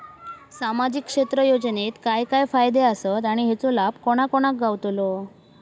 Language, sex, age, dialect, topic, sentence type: Marathi, male, 18-24, Southern Konkan, banking, question